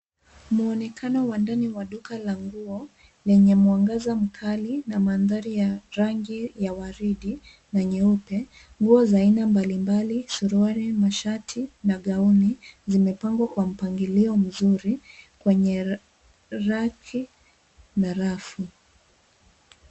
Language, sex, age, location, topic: Swahili, female, 25-35, Nairobi, finance